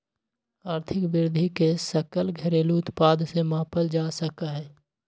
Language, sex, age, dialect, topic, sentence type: Magahi, male, 25-30, Western, banking, statement